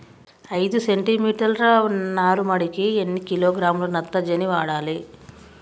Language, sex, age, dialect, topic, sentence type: Telugu, male, 25-30, Telangana, agriculture, question